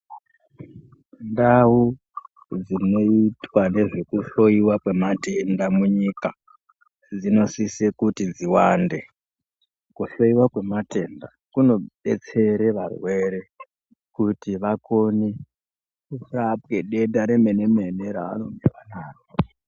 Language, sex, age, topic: Ndau, female, 36-49, health